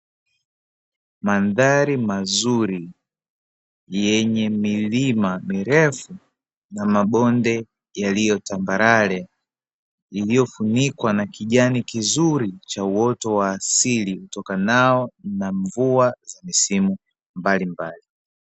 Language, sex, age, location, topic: Swahili, male, 25-35, Dar es Salaam, agriculture